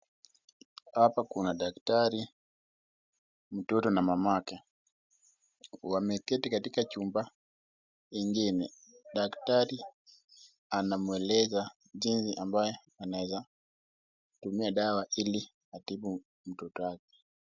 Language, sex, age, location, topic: Swahili, male, 18-24, Wajir, health